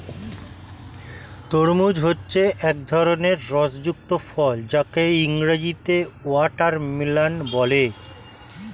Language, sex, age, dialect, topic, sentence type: Bengali, male, 46-50, Standard Colloquial, agriculture, statement